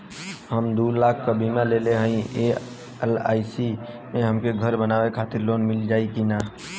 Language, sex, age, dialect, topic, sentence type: Bhojpuri, male, 18-24, Western, banking, question